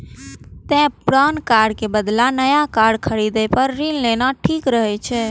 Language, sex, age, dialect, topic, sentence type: Maithili, female, 18-24, Eastern / Thethi, banking, statement